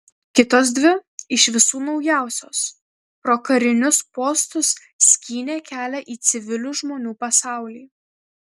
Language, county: Lithuanian, Kaunas